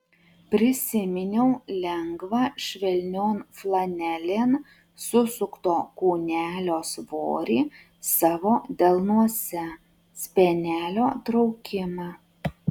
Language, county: Lithuanian, Utena